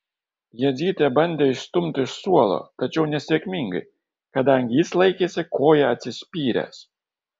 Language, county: Lithuanian, Kaunas